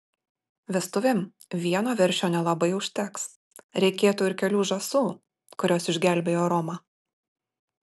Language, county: Lithuanian, Marijampolė